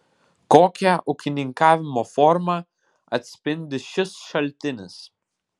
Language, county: Lithuanian, Vilnius